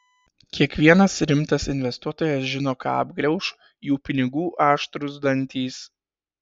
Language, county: Lithuanian, Šiauliai